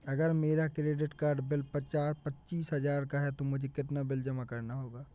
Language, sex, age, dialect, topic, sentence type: Hindi, male, 18-24, Awadhi Bundeli, banking, question